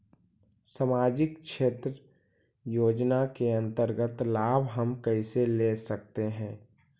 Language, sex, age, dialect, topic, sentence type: Magahi, male, 18-24, Central/Standard, banking, question